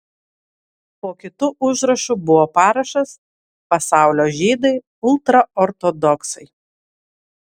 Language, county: Lithuanian, Vilnius